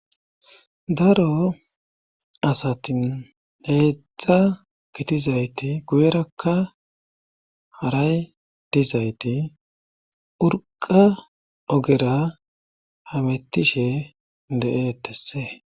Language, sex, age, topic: Gamo, male, 18-24, government